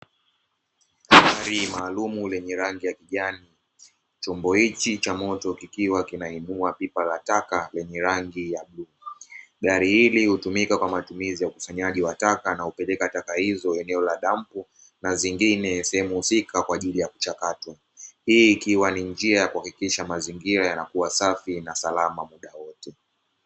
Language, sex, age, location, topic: Swahili, male, 18-24, Dar es Salaam, government